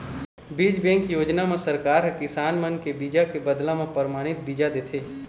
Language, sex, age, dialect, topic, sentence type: Chhattisgarhi, male, 25-30, Eastern, agriculture, statement